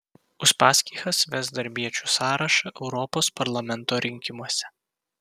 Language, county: Lithuanian, Vilnius